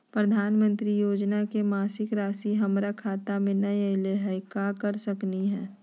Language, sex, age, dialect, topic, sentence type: Magahi, female, 51-55, Southern, banking, question